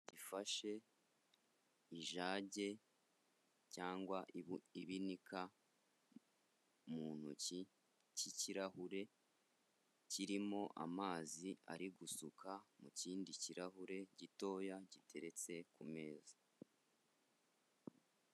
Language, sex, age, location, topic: Kinyarwanda, male, 25-35, Kigali, health